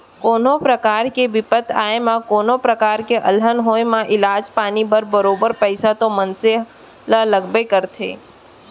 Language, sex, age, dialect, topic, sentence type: Chhattisgarhi, female, 18-24, Central, banking, statement